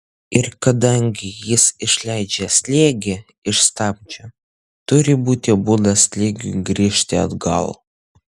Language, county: Lithuanian, Utena